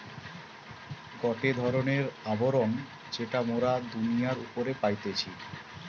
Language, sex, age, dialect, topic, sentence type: Bengali, male, 36-40, Western, agriculture, statement